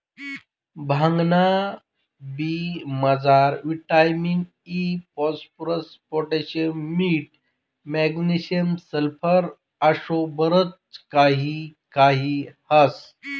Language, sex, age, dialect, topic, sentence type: Marathi, male, 41-45, Northern Konkan, agriculture, statement